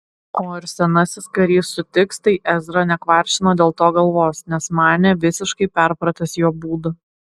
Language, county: Lithuanian, Klaipėda